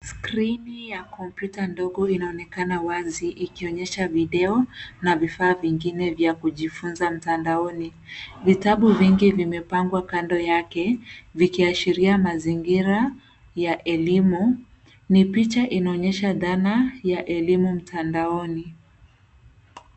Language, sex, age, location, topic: Swahili, female, 25-35, Nairobi, education